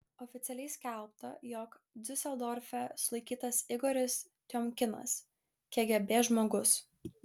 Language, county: Lithuanian, Klaipėda